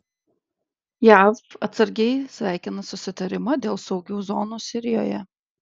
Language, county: Lithuanian, Klaipėda